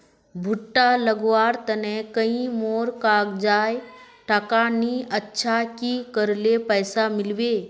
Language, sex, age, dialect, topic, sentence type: Magahi, female, 31-35, Northeastern/Surjapuri, agriculture, question